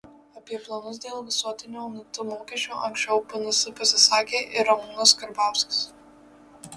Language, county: Lithuanian, Marijampolė